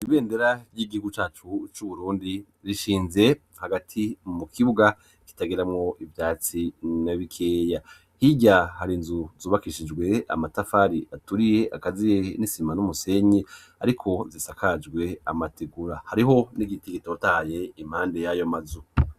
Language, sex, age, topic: Rundi, male, 25-35, education